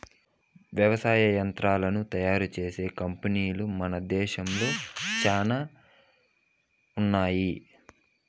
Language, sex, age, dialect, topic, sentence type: Telugu, male, 18-24, Southern, agriculture, statement